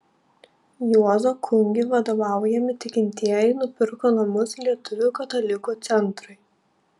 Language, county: Lithuanian, Panevėžys